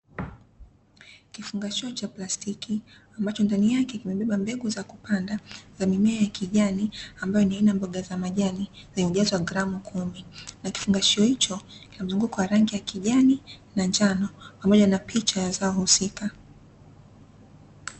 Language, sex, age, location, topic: Swahili, female, 25-35, Dar es Salaam, agriculture